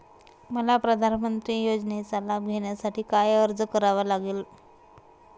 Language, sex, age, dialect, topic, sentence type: Marathi, female, 31-35, Standard Marathi, banking, question